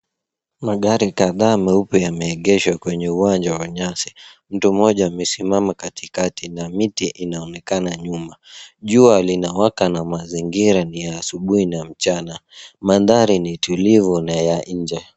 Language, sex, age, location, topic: Swahili, male, 18-24, Nairobi, finance